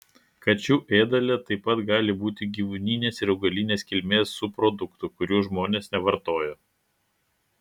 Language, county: Lithuanian, Klaipėda